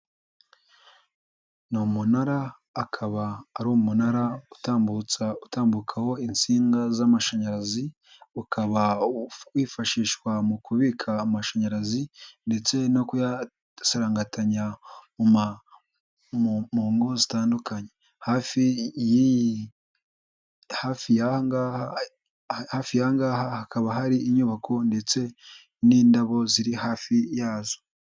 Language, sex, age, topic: Kinyarwanda, male, 18-24, government